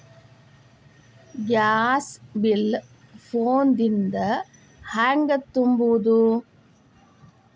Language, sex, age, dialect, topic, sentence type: Kannada, female, 18-24, Dharwad Kannada, banking, question